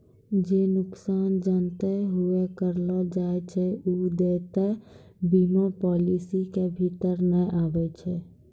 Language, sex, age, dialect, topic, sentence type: Maithili, female, 18-24, Angika, banking, statement